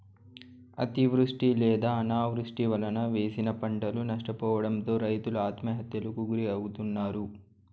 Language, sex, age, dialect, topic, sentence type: Telugu, male, 25-30, Southern, agriculture, statement